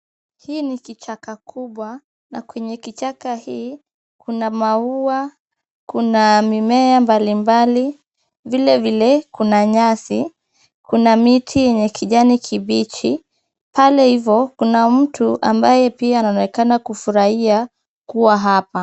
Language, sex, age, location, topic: Swahili, female, 25-35, Kisumu, health